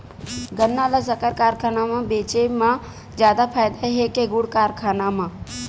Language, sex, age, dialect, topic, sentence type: Chhattisgarhi, female, 18-24, Western/Budati/Khatahi, agriculture, question